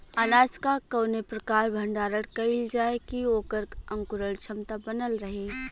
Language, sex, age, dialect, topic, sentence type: Bhojpuri, female, 25-30, Western, agriculture, question